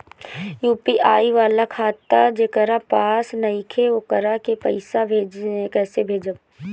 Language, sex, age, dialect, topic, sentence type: Bhojpuri, female, 18-24, Northern, banking, question